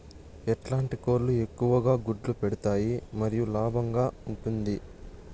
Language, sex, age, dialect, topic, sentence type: Telugu, male, 18-24, Southern, agriculture, question